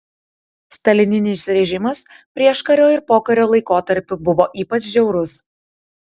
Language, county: Lithuanian, Tauragė